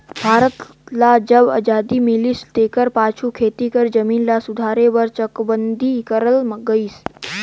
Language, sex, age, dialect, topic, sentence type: Chhattisgarhi, male, 18-24, Northern/Bhandar, agriculture, statement